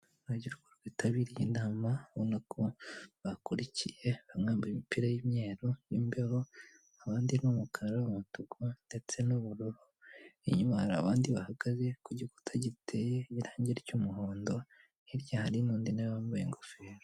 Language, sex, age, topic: Kinyarwanda, male, 25-35, government